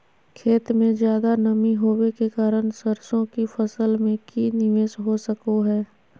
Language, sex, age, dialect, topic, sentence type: Magahi, female, 25-30, Southern, agriculture, question